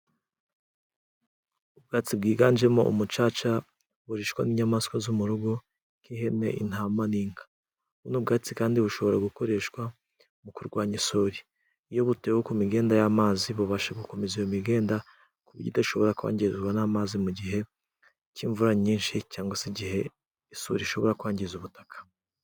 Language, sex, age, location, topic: Kinyarwanda, male, 18-24, Musanze, agriculture